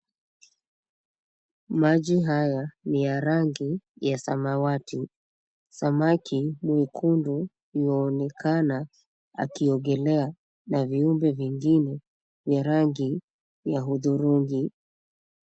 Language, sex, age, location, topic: Swahili, female, 25-35, Nairobi, health